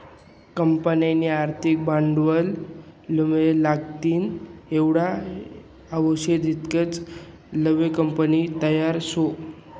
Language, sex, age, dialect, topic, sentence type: Marathi, male, 18-24, Northern Konkan, banking, statement